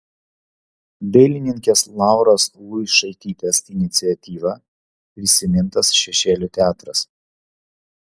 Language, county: Lithuanian, Vilnius